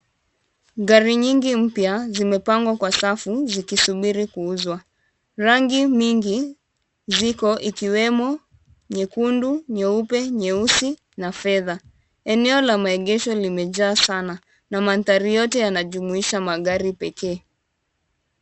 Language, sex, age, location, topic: Swahili, female, 18-24, Kisumu, finance